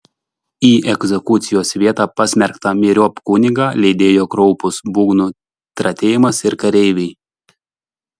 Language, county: Lithuanian, Šiauliai